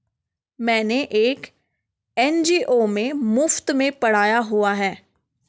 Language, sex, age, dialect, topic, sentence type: Hindi, female, 25-30, Garhwali, banking, statement